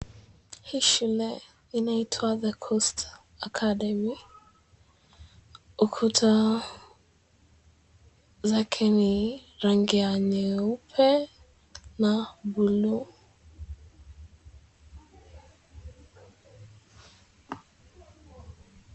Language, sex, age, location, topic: Swahili, female, 18-24, Mombasa, education